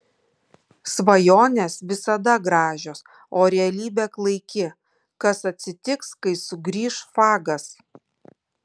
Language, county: Lithuanian, Kaunas